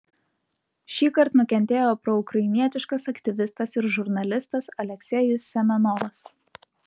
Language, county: Lithuanian, Utena